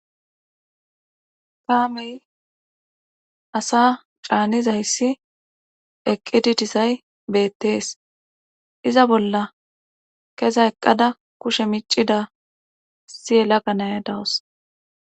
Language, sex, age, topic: Gamo, female, 25-35, government